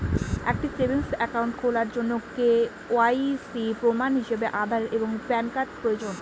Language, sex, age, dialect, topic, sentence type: Bengali, female, 18-24, Northern/Varendri, banking, statement